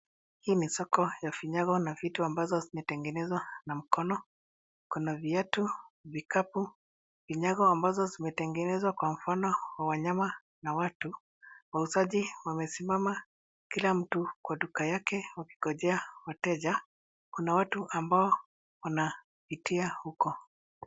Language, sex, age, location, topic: Swahili, male, 50+, Nairobi, finance